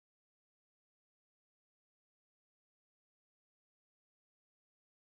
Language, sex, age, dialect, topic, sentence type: Telugu, male, 18-24, Central/Coastal, agriculture, statement